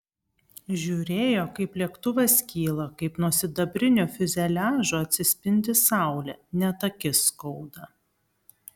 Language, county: Lithuanian, Kaunas